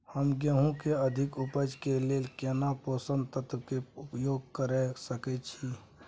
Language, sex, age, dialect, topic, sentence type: Maithili, male, 56-60, Bajjika, agriculture, question